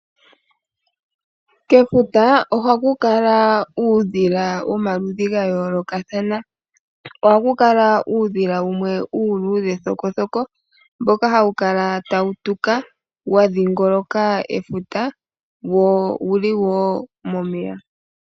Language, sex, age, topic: Oshiwambo, female, 18-24, agriculture